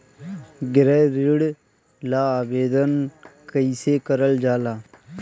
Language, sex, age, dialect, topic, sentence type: Bhojpuri, male, 18-24, Northern, banking, question